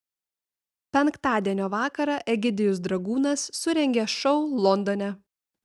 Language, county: Lithuanian, Vilnius